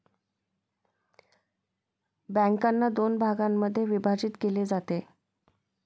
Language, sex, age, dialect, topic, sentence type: Marathi, female, 25-30, Standard Marathi, banking, statement